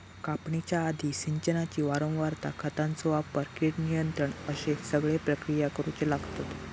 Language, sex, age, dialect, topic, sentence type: Marathi, male, 18-24, Southern Konkan, agriculture, statement